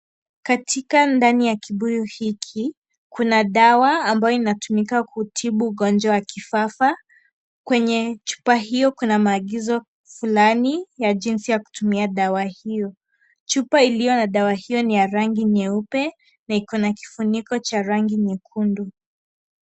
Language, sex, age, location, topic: Swahili, female, 25-35, Kisii, health